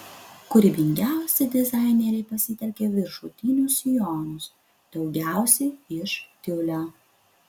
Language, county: Lithuanian, Utena